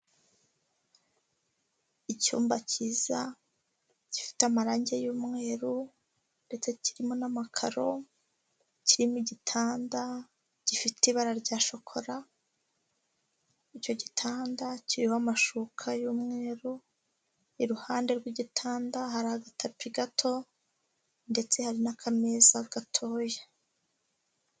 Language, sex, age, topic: Kinyarwanda, female, 25-35, finance